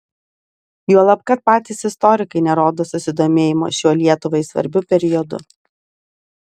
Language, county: Lithuanian, Vilnius